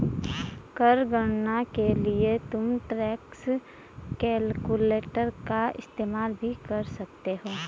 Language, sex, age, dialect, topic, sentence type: Hindi, female, 25-30, Garhwali, banking, statement